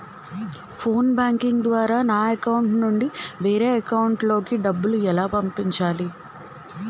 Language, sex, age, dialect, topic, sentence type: Telugu, female, 18-24, Utterandhra, banking, question